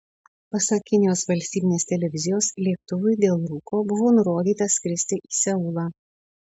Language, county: Lithuanian, Panevėžys